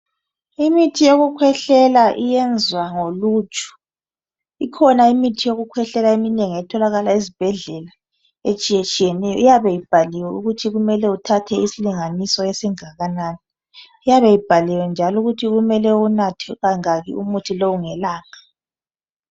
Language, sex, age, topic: North Ndebele, male, 25-35, health